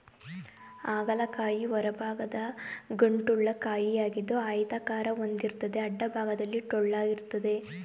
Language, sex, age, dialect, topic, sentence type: Kannada, female, 18-24, Mysore Kannada, agriculture, statement